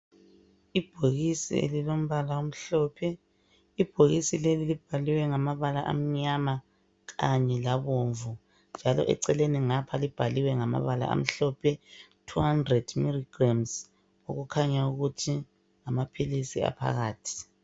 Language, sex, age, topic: North Ndebele, female, 25-35, health